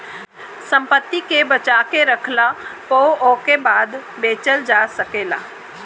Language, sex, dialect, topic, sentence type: Bhojpuri, female, Northern, banking, statement